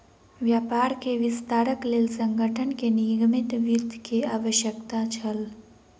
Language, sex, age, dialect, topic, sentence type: Maithili, female, 18-24, Southern/Standard, banking, statement